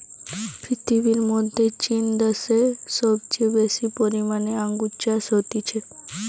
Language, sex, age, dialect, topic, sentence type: Bengali, female, 18-24, Western, agriculture, statement